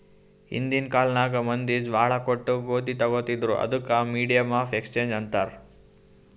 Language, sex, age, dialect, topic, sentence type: Kannada, male, 18-24, Northeastern, banking, statement